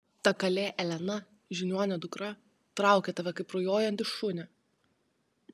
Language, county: Lithuanian, Panevėžys